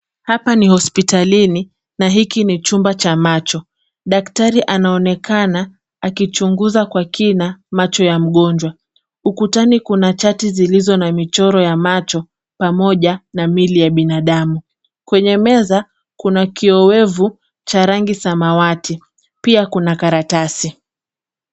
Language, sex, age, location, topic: Swahili, female, 25-35, Kisumu, health